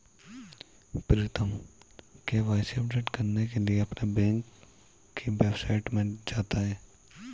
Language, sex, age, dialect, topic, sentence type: Hindi, male, 31-35, Marwari Dhudhari, banking, statement